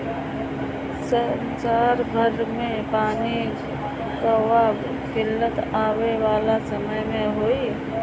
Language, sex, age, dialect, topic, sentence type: Bhojpuri, female, 25-30, Northern, agriculture, statement